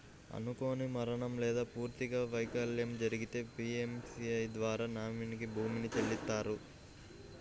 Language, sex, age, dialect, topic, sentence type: Telugu, male, 56-60, Central/Coastal, banking, statement